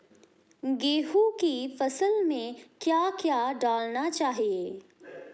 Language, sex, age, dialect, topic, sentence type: Hindi, female, 18-24, Hindustani Malvi Khadi Boli, agriculture, question